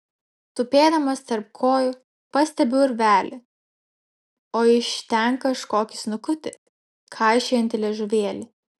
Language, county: Lithuanian, Vilnius